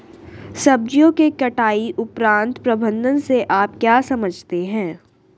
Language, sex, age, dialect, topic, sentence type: Hindi, female, 36-40, Hindustani Malvi Khadi Boli, agriculture, question